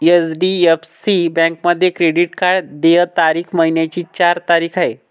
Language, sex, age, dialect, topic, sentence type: Marathi, male, 51-55, Northern Konkan, banking, statement